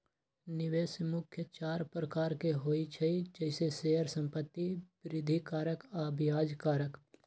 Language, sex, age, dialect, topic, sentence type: Magahi, male, 51-55, Western, banking, statement